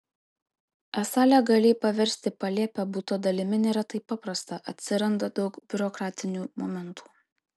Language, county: Lithuanian, Kaunas